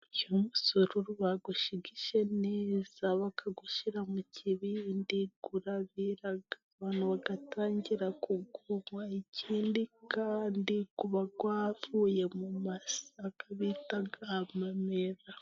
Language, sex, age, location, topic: Kinyarwanda, female, 18-24, Musanze, government